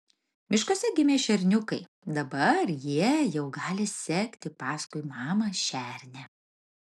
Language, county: Lithuanian, Marijampolė